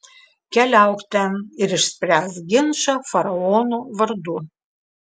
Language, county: Lithuanian, Klaipėda